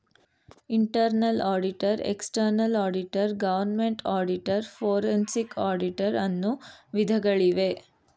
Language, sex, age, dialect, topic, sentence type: Kannada, female, 18-24, Mysore Kannada, banking, statement